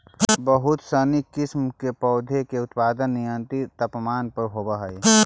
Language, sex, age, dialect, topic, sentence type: Magahi, male, 41-45, Central/Standard, agriculture, statement